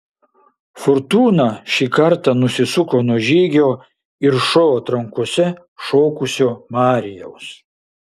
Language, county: Lithuanian, Šiauliai